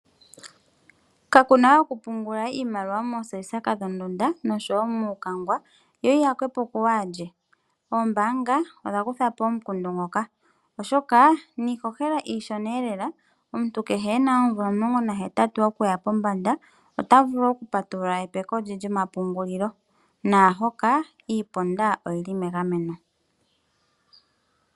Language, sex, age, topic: Oshiwambo, female, 25-35, finance